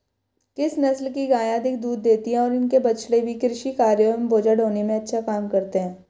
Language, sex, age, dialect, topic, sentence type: Hindi, female, 18-24, Hindustani Malvi Khadi Boli, agriculture, question